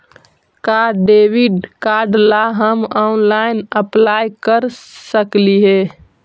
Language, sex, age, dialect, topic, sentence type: Magahi, female, 18-24, Central/Standard, banking, question